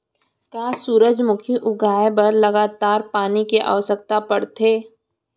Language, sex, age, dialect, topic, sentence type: Chhattisgarhi, female, 60-100, Central, agriculture, question